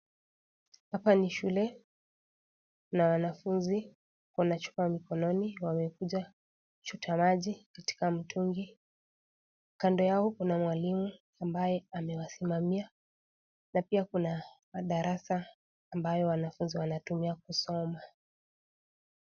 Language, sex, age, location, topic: Swahili, female, 18-24, Kisii, health